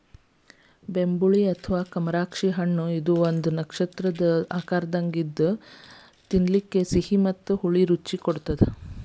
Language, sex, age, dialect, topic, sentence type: Kannada, female, 31-35, Dharwad Kannada, agriculture, statement